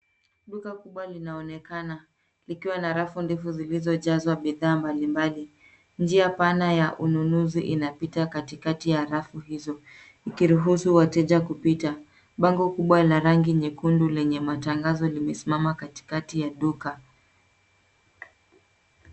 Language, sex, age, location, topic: Swahili, female, 36-49, Nairobi, finance